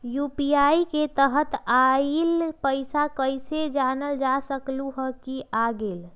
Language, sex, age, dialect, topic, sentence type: Magahi, female, 25-30, Western, banking, question